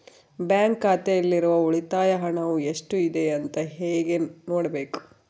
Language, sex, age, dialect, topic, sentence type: Kannada, female, 36-40, Central, banking, question